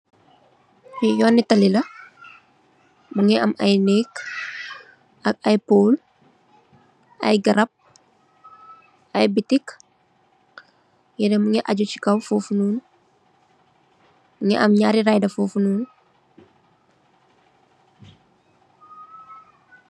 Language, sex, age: Wolof, female, 18-24